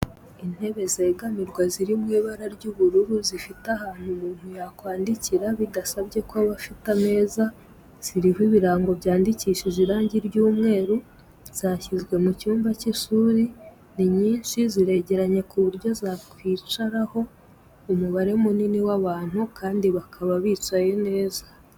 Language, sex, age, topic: Kinyarwanda, female, 18-24, education